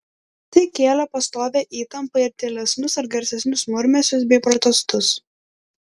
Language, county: Lithuanian, Klaipėda